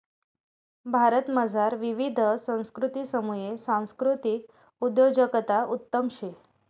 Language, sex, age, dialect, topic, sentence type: Marathi, female, 31-35, Northern Konkan, banking, statement